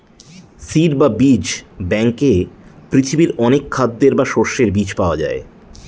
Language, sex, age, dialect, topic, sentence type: Bengali, male, 31-35, Northern/Varendri, agriculture, statement